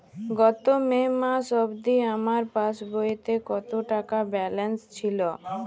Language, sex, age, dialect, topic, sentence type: Bengali, female, 18-24, Jharkhandi, banking, question